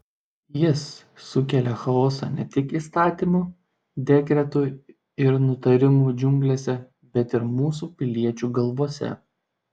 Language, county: Lithuanian, Šiauliai